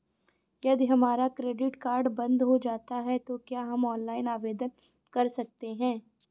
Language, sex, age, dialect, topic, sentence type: Hindi, female, 25-30, Awadhi Bundeli, banking, question